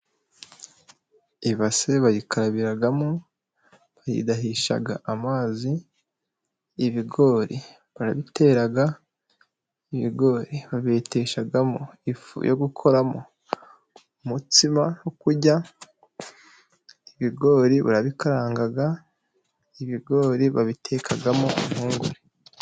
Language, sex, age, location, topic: Kinyarwanda, male, 25-35, Musanze, government